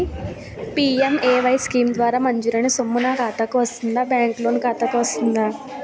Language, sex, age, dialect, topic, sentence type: Telugu, female, 18-24, Utterandhra, banking, question